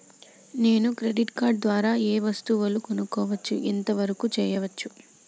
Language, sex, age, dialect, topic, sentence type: Telugu, female, 18-24, Telangana, banking, question